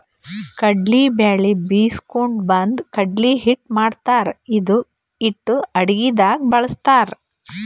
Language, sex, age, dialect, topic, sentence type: Kannada, female, 41-45, Northeastern, agriculture, statement